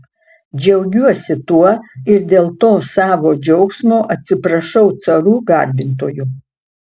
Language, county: Lithuanian, Utena